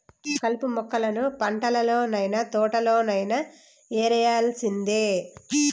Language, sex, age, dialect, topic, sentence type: Telugu, female, 18-24, Southern, agriculture, statement